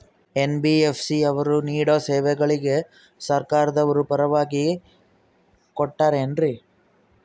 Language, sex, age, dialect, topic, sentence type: Kannada, male, 41-45, Central, banking, question